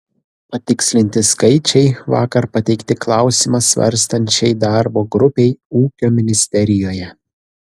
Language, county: Lithuanian, Kaunas